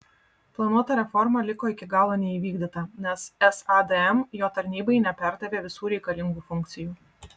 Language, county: Lithuanian, Vilnius